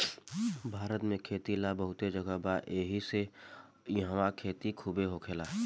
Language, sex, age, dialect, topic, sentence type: Bhojpuri, male, 18-24, Southern / Standard, agriculture, statement